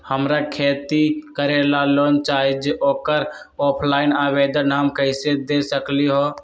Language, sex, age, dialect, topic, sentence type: Magahi, male, 18-24, Western, banking, question